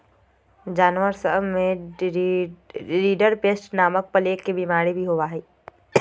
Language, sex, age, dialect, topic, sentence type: Magahi, female, 25-30, Western, agriculture, statement